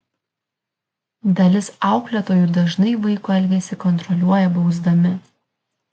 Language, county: Lithuanian, Kaunas